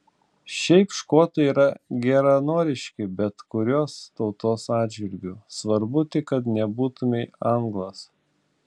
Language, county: Lithuanian, Klaipėda